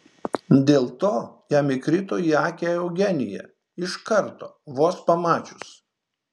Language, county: Lithuanian, Šiauliai